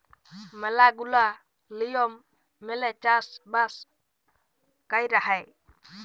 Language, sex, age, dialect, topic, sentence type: Bengali, male, 18-24, Jharkhandi, agriculture, statement